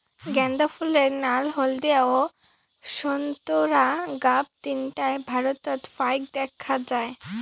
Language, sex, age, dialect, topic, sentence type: Bengali, female, <18, Rajbangshi, agriculture, statement